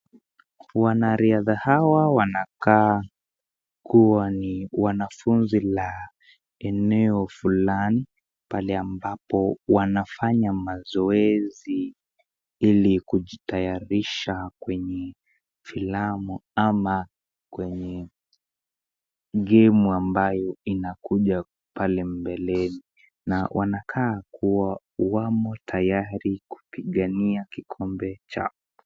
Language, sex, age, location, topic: Swahili, female, 36-49, Nakuru, government